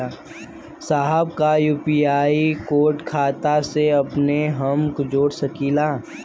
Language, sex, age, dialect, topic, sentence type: Bhojpuri, female, 18-24, Western, banking, question